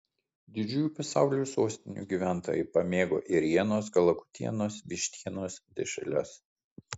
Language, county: Lithuanian, Kaunas